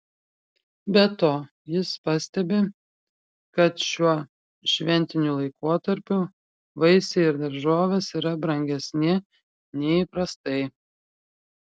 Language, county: Lithuanian, Klaipėda